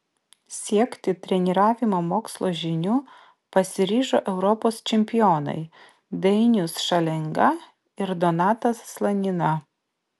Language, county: Lithuanian, Vilnius